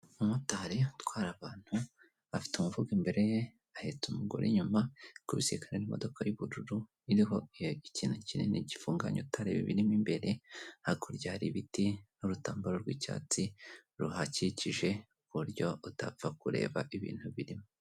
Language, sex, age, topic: Kinyarwanda, male, 18-24, government